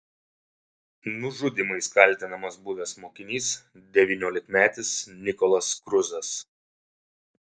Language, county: Lithuanian, Šiauliai